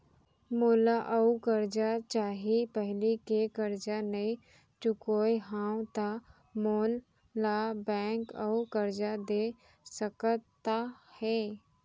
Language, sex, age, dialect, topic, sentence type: Chhattisgarhi, female, 18-24, Central, banking, question